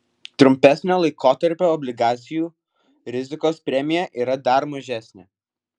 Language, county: Lithuanian, Vilnius